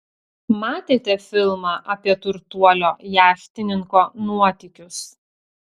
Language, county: Lithuanian, Telšiai